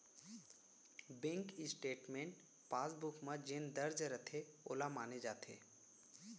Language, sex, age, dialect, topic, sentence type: Chhattisgarhi, male, 18-24, Central, banking, statement